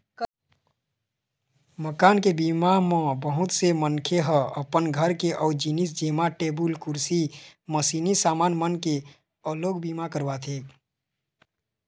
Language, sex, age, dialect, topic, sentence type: Chhattisgarhi, male, 18-24, Eastern, banking, statement